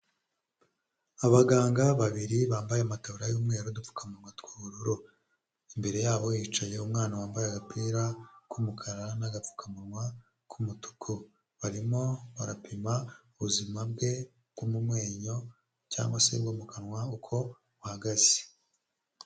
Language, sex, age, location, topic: Kinyarwanda, female, 25-35, Huye, health